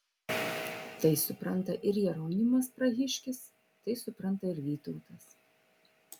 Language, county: Lithuanian, Vilnius